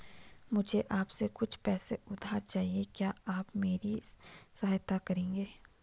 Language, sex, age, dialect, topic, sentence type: Hindi, female, 18-24, Garhwali, banking, statement